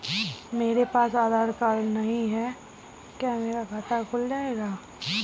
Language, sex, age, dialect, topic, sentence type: Hindi, female, 60-100, Kanauji Braj Bhasha, banking, question